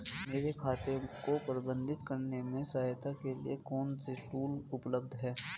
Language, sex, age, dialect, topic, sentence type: Hindi, male, 18-24, Hindustani Malvi Khadi Boli, banking, question